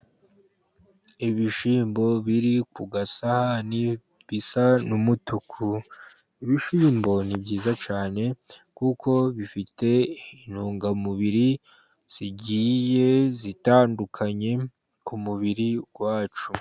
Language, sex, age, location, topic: Kinyarwanda, male, 50+, Musanze, agriculture